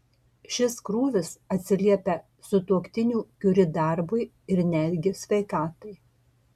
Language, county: Lithuanian, Marijampolė